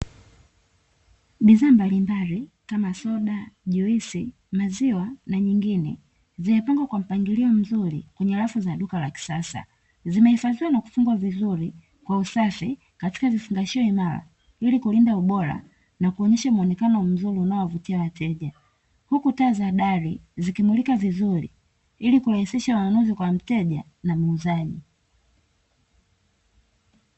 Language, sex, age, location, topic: Swahili, female, 36-49, Dar es Salaam, finance